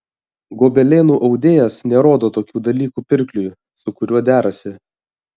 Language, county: Lithuanian, Alytus